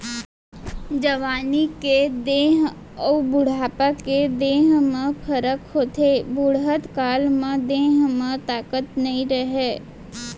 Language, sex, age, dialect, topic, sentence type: Chhattisgarhi, female, 18-24, Central, banking, statement